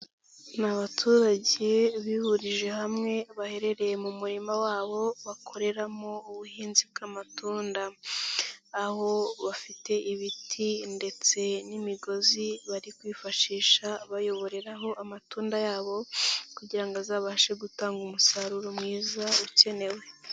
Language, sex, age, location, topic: Kinyarwanda, female, 18-24, Nyagatare, agriculture